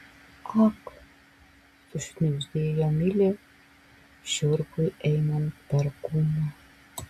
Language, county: Lithuanian, Alytus